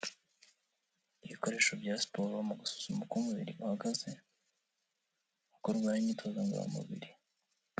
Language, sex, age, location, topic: Kinyarwanda, male, 18-24, Kigali, health